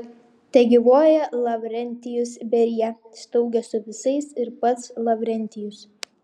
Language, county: Lithuanian, Šiauliai